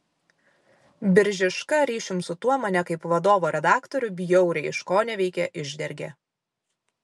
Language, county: Lithuanian, Vilnius